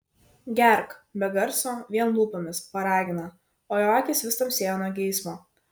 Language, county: Lithuanian, Kaunas